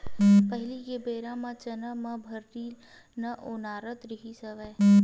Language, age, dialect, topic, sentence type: Chhattisgarhi, 18-24, Western/Budati/Khatahi, agriculture, statement